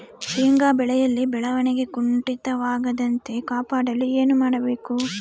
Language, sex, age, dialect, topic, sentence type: Kannada, female, 18-24, Central, agriculture, question